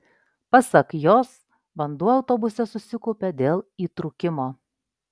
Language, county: Lithuanian, Klaipėda